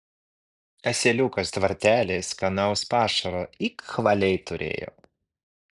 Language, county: Lithuanian, Vilnius